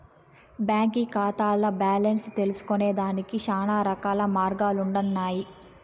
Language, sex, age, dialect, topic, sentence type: Telugu, female, 18-24, Southern, banking, statement